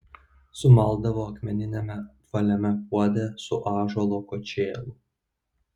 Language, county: Lithuanian, Vilnius